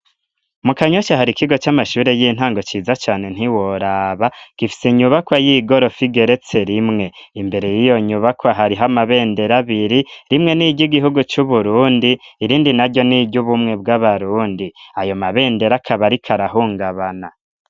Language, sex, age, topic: Rundi, male, 25-35, education